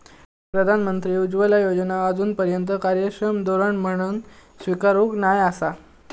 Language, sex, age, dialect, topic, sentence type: Marathi, male, 18-24, Southern Konkan, agriculture, statement